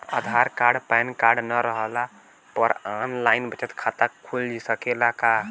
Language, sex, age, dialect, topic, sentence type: Bhojpuri, male, 18-24, Southern / Standard, banking, question